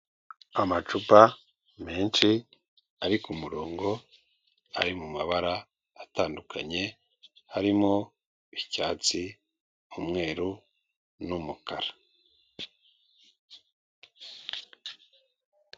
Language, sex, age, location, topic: Kinyarwanda, male, 36-49, Kigali, health